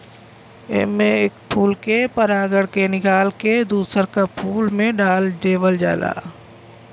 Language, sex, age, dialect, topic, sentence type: Bhojpuri, female, 41-45, Western, agriculture, statement